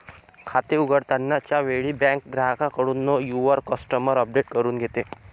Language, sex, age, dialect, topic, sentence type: Marathi, male, 25-30, Northern Konkan, banking, statement